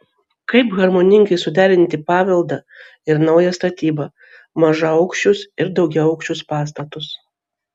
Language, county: Lithuanian, Vilnius